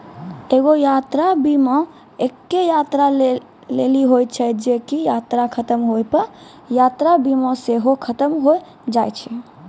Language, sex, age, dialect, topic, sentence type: Maithili, female, 18-24, Angika, banking, statement